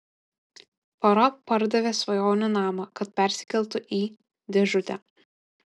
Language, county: Lithuanian, Kaunas